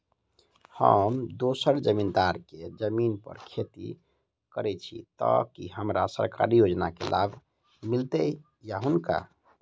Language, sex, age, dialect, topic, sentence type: Maithili, male, 25-30, Southern/Standard, agriculture, question